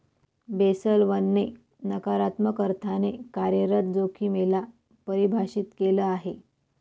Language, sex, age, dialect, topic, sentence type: Marathi, female, 25-30, Northern Konkan, banking, statement